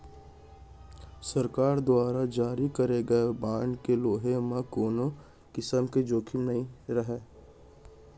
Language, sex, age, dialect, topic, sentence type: Chhattisgarhi, male, 60-100, Central, banking, statement